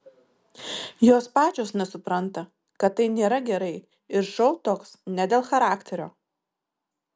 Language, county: Lithuanian, Marijampolė